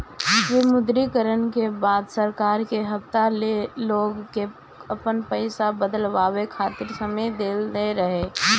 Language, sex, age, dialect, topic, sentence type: Bhojpuri, female, 18-24, Northern, banking, statement